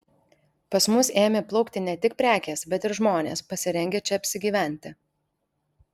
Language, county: Lithuanian, Alytus